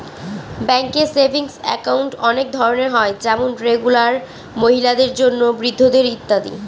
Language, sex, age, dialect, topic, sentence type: Bengali, female, 18-24, Northern/Varendri, banking, statement